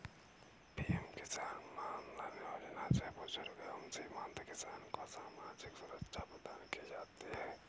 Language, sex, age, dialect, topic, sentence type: Hindi, male, 56-60, Awadhi Bundeli, agriculture, statement